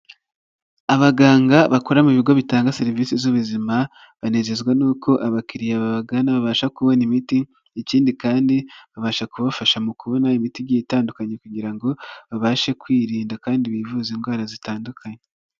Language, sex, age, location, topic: Kinyarwanda, male, 25-35, Nyagatare, health